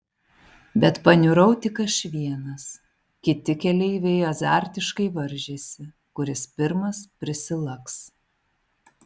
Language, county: Lithuanian, Panevėžys